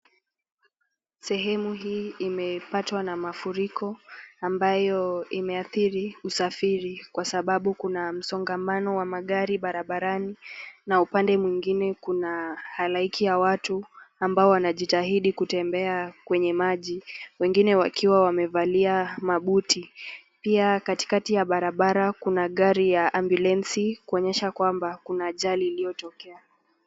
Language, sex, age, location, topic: Swahili, female, 18-24, Nakuru, health